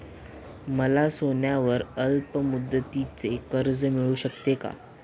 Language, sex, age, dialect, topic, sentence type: Marathi, male, 18-24, Standard Marathi, banking, question